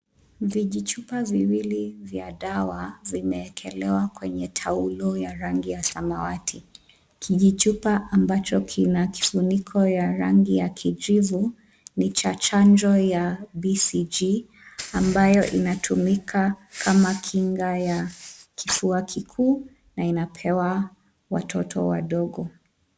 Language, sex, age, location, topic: Swahili, female, 25-35, Nairobi, health